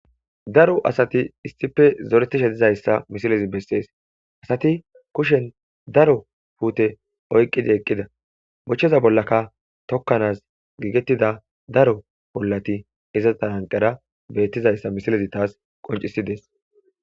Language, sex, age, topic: Gamo, male, 25-35, agriculture